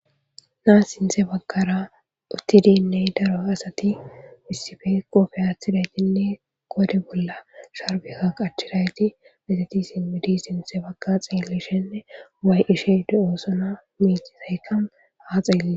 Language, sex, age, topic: Gamo, female, 25-35, government